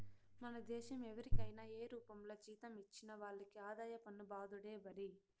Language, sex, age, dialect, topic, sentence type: Telugu, female, 60-100, Southern, banking, statement